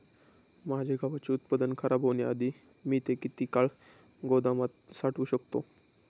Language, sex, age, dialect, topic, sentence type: Marathi, male, 18-24, Standard Marathi, agriculture, question